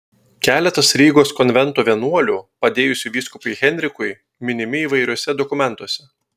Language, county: Lithuanian, Telšiai